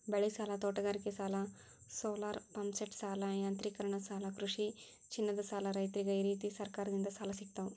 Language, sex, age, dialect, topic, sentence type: Kannada, female, 18-24, Dharwad Kannada, agriculture, statement